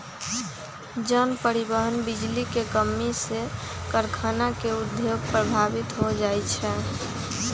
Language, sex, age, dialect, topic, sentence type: Magahi, female, 25-30, Western, agriculture, statement